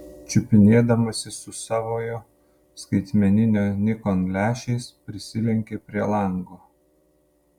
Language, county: Lithuanian, Panevėžys